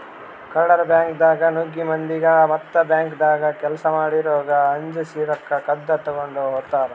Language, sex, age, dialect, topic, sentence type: Kannada, male, 60-100, Northeastern, banking, statement